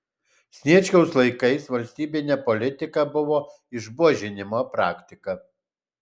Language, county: Lithuanian, Alytus